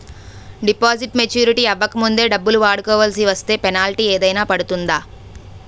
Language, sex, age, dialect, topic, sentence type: Telugu, female, 18-24, Utterandhra, banking, question